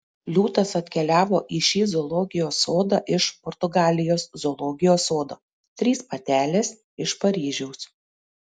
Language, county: Lithuanian, Panevėžys